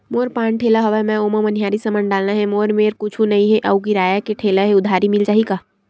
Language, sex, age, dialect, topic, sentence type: Chhattisgarhi, female, 25-30, Western/Budati/Khatahi, banking, question